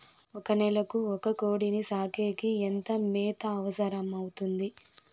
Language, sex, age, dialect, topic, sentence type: Telugu, male, 31-35, Southern, agriculture, question